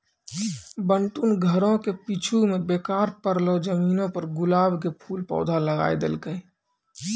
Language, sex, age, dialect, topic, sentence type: Maithili, male, 18-24, Angika, agriculture, statement